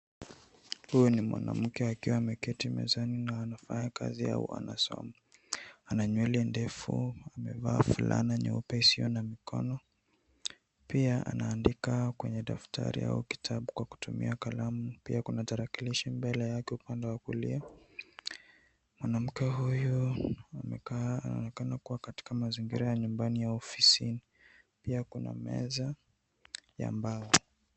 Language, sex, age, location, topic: Swahili, male, 18-24, Nairobi, education